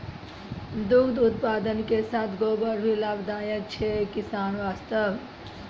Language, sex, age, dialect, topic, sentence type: Maithili, female, 31-35, Angika, agriculture, statement